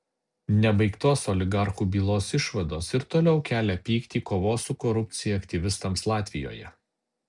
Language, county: Lithuanian, Alytus